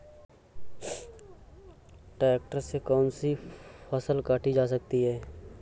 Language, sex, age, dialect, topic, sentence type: Hindi, male, 25-30, Awadhi Bundeli, agriculture, question